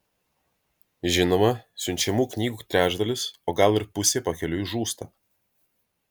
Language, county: Lithuanian, Vilnius